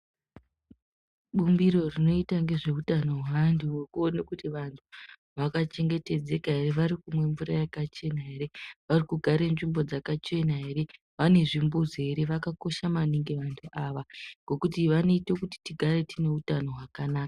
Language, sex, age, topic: Ndau, female, 18-24, health